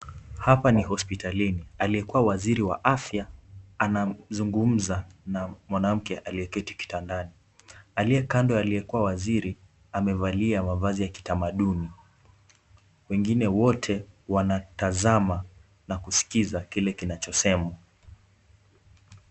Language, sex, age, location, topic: Swahili, male, 18-24, Kisumu, health